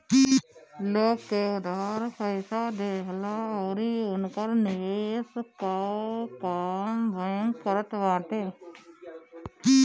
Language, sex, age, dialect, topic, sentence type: Bhojpuri, female, 18-24, Northern, banking, statement